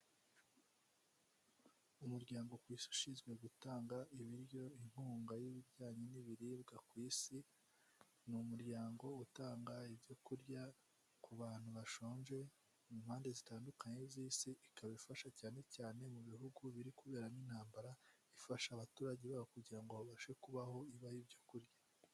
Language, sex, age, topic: Kinyarwanda, male, 18-24, health